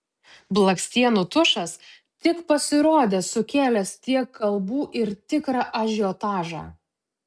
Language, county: Lithuanian, Utena